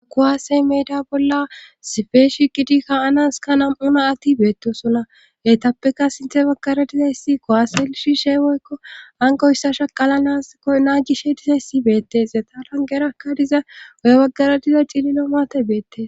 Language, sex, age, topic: Gamo, female, 18-24, government